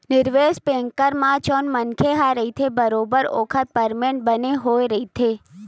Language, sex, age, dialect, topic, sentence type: Chhattisgarhi, female, 18-24, Western/Budati/Khatahi, banking, statement